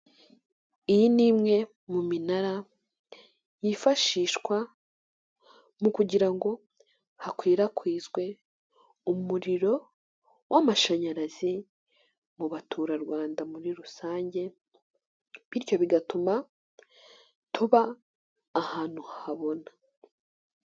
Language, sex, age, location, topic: Kinyarwanda, female, 18-24, Nyagatare, government